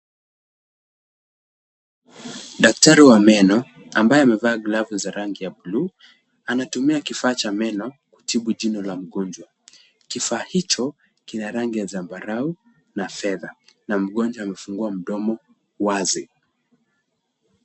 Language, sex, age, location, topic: Swahili, male, 18-24, Kisumu, health